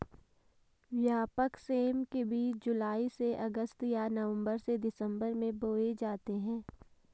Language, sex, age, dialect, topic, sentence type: Hindi, female, 18-24, Marwari Dhudhari, agriculture, statement